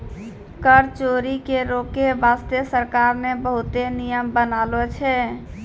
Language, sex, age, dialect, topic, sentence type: Maithili, female, 18-24, Angika, banking, statement